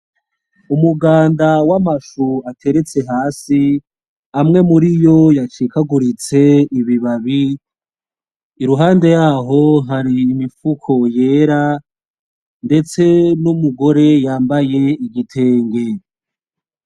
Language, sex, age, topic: Rundi, male, 18-24, agriculture